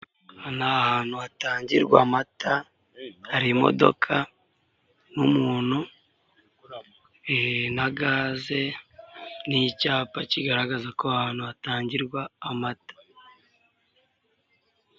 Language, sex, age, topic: Kinyarwanda, male, 18-24, finance